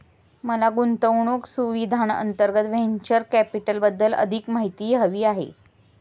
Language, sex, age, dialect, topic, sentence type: Marathi, female, 18-24, Standard Marathi, banking, statement